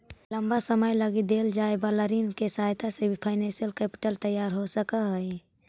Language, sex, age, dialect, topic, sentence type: Magahi, female, 18-24, Central/Standard, agriculture, statement